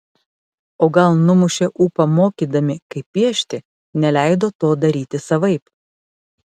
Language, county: Lithuanian, Panevėžys